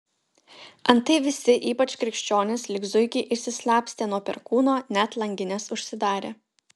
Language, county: Lithuanian, Utena